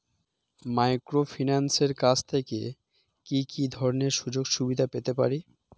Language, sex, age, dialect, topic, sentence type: Bengali, male, 25-30, Standard Colloquial, banking, question